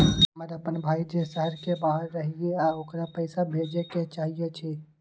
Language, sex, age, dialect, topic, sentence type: Magahi, male, 25-30, Western, banking, statement